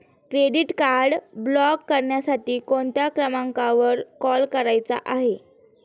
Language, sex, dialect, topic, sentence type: Marathi, female, Standard Marathi, banking, statement